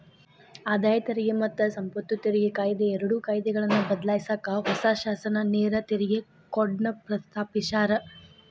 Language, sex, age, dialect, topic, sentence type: Kannada, female, 18-24, Dharwad Kannada, banking, statement